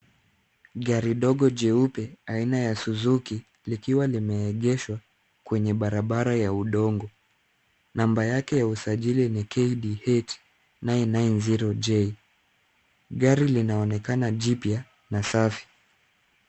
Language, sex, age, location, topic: Swahili, male, 25-35, Kisumu, finance